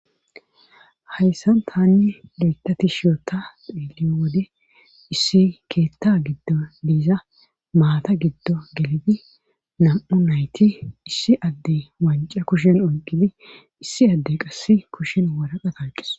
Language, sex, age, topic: Gamo, female, 18-24, government